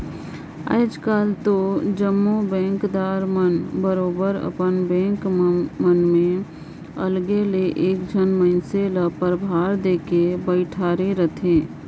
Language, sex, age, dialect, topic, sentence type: Chhattisgarhi, female, 56-60, Northern/Bhandar, banking, statement